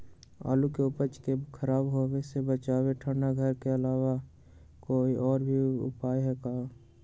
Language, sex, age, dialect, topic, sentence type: Magahi, male, 18-24, Western, agriculture, question